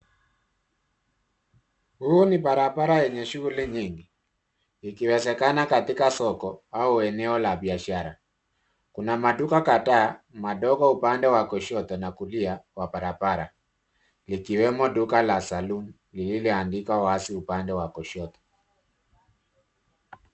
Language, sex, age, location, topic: Swahili, male, 36-49, Nairobi, finance